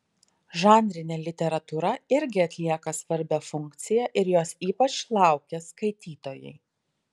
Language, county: Lithuanian, Vilnius